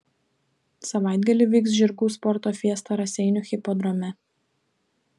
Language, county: Lithuanian, Klaipėda